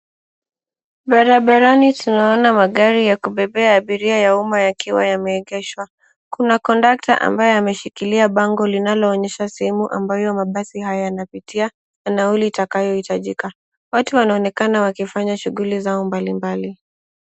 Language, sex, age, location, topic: Swahili, female, 18-24, Nairobi, government